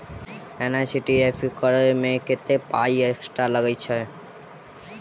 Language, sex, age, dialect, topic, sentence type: Maithili, male, 18-24, Southern/Standard, banking, question